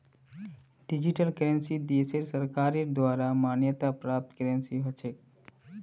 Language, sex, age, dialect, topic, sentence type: Magahi, male, 25-30, Northeastern/Surjapuri, banking, statement